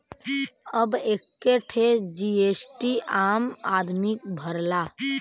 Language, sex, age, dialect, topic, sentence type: Bhojpuri, male, 18-24, Western, banking, statement